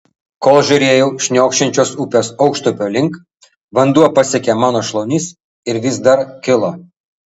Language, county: Lithuanian, Vilnius